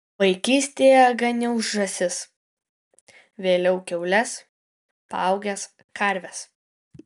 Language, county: Lithuanian, Kaunas